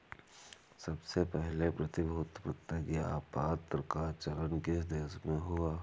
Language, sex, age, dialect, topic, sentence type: Hindi, male, 41-45, Awadhi Bundeli, banking, statement